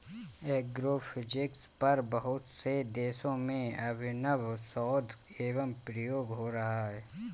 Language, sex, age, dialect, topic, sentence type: Hindi, male, 25-30, Awadhi Bundeli, agriculture, statement